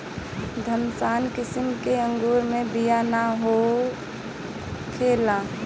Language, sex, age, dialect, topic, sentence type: Bhojpuri, female, 18-24, Northern, agriculture, statement